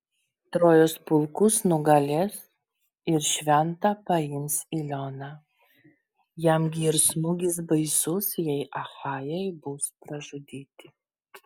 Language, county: Lithuanian, Vilnius